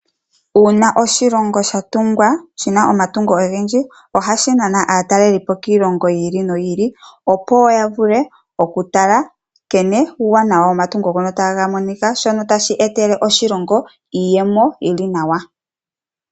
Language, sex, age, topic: Oshiwambo, female, 25-35, agriculture